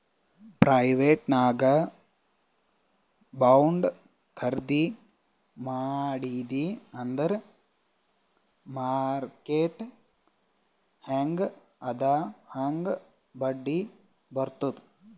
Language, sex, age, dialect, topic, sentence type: Kannada, male, 18-24, Northeastern, banking, statement